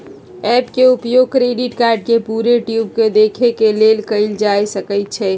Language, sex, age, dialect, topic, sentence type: Magahi, female, 51-55, Western, banking, statement